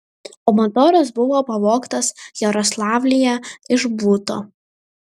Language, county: Lithuanian, Vilnius